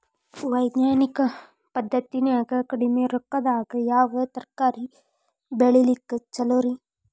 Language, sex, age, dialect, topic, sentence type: Kannada, female, 18-24, Dharwad Kannada, agriculture, question